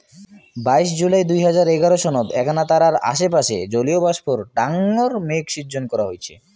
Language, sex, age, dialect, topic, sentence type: Bengali, male, 18-24, Rajbangshi, agriculture, statement